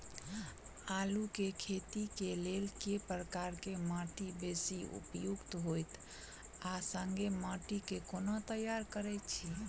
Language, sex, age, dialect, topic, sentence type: Maithili, female, 25-30, Southern/Standard, agriculture, question